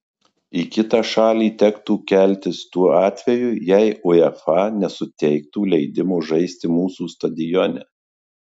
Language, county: Lithuanian, Marijampolė